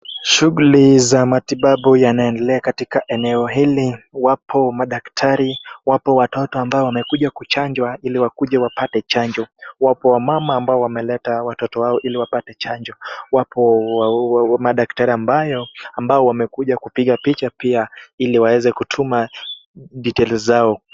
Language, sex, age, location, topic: Swahili, male, 18-24, Kisumu, health